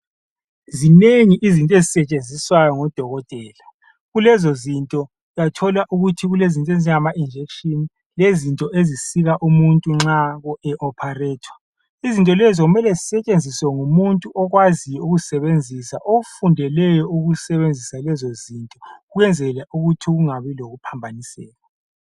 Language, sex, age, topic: North Ndebele, male, 25-35, health